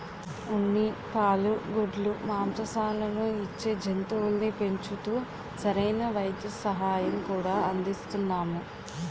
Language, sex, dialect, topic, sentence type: Telugu, female, Utterandhra, agriculture, statement